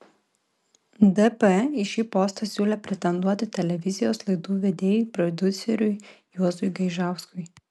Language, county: Lithuanian, Klaipėda